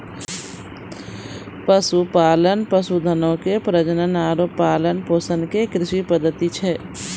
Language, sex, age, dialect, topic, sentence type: Maithili, female, 36-40, Angika, agriculture, statement